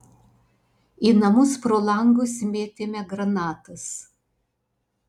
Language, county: Lithuanian, Alytus